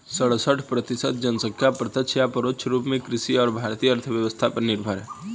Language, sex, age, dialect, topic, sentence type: Hindi, male, 18-24, Hindustani Malvi Khadi Boli, agriculture, statement